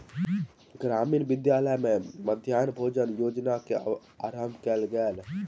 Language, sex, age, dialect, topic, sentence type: Maithili, male, 18-24, Southern/Standard, agriculture, statement